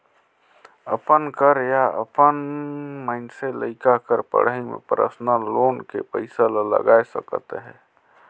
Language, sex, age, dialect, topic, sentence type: Chhattisgarhi, male, 31-35, Northern/Bhandar, banking, statement